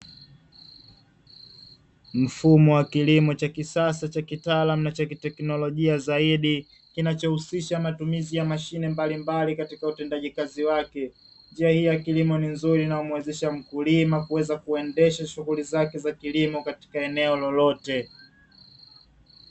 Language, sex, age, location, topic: Swahili, male, 25-35, Dar es Salaam, agriculture